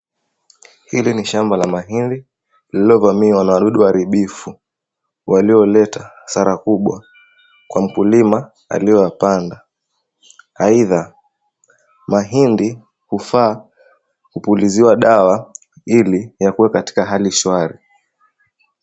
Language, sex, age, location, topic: Swahili, female, 25-35, Kisii, agriculture